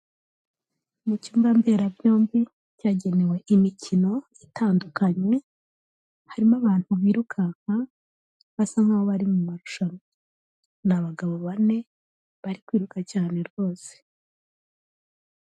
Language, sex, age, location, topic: Kinyarwanda, female, 36-49, Kigali, health